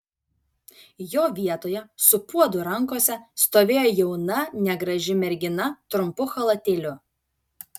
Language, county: Lithuanian, Vilnius